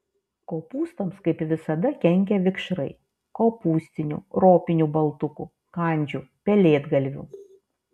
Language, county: Lithuanian, Vilnius